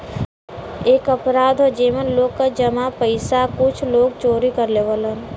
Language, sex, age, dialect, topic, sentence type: Bhojpuri, female, 18-24, Western, banking, statement